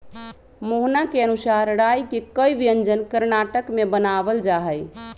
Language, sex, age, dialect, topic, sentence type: Magahi, female, 31-35, Western, agriculture, statement